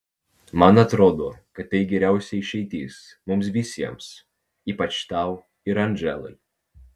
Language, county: Lithuanian, Vilnius